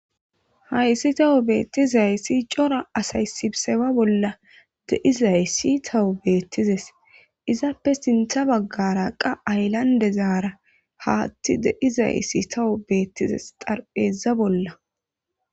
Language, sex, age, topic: Gamo, male, 25-35, government